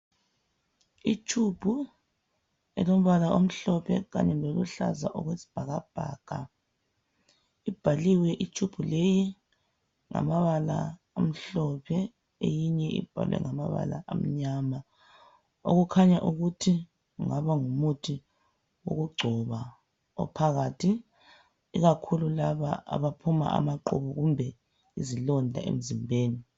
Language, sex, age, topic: North Ndebele, male, 36-49, health